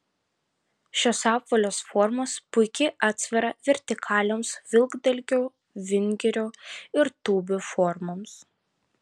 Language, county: Lithuanian, Vilnius